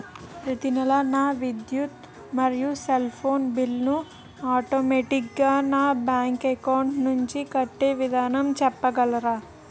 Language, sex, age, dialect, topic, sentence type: Telugu, female, 18-24, Utterandhra, banking, question